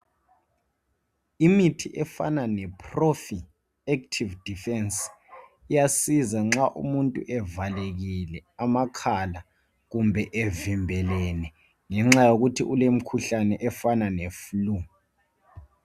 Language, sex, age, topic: North Ndebele, male, 18-24, health